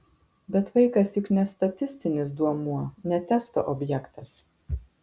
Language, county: Lithuanian, Marijampolė